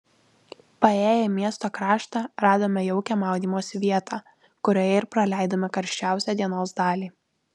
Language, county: Lithuanian, Alytus